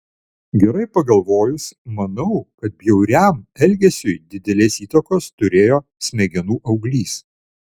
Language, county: Lithuanian, Vilnius